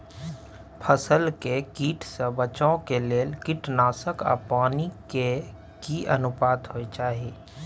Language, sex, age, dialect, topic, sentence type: Maithili, male, 25-30, Bajjika, agriculture, question